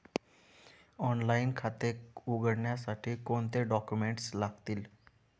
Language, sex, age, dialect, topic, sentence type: Marathi, male, 18-24, Standard Marathi, banking, question